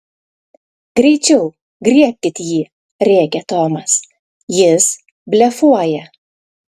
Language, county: Lithuanian, Klaipėda